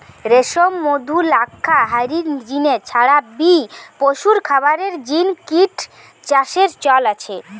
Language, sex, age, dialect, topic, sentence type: Bengali, female, 18-24, Western, agriculture, statement